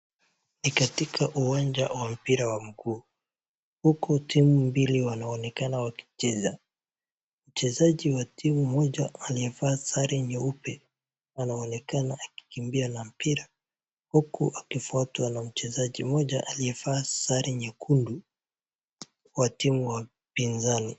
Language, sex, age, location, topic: Swahili, male, 18-24, Wajir, government